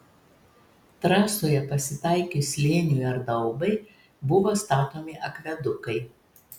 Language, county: Lithuanian, Telšiai